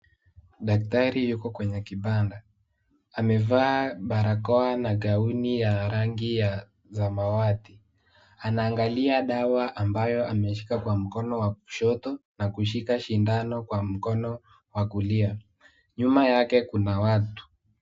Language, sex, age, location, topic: Swahili, male, 18-24, Wajir, health